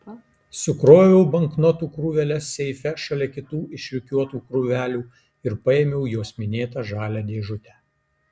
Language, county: Lithuanian, Kaunas